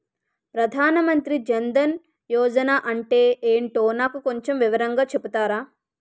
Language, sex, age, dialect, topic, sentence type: Telugu, female, 18-24, Utterandhra, banking, question